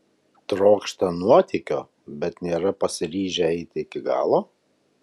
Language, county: Lithuanian, Kaunas